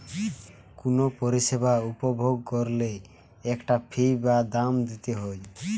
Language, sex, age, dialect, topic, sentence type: Bengali, male, 18-24, Western, banking, statement